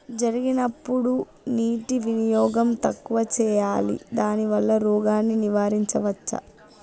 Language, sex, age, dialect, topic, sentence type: Telugu, female, 25-30, Telangana, agriculture, question